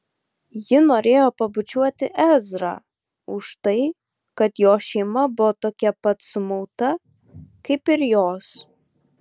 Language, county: Lithuanian, Vilnius